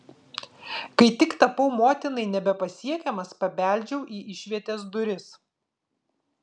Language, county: Lithuanian, Vilnius